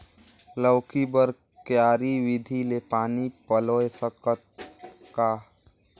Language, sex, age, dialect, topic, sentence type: Chhattisgarhi, male, 18-24, Northern/Bhandar, agriculture, question